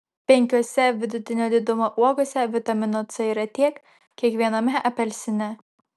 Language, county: Lithuanian, Vilnius